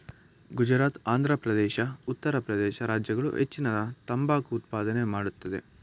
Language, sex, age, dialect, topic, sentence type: Kannada, male, 25-30, Mysore Kannada, agriculture, statement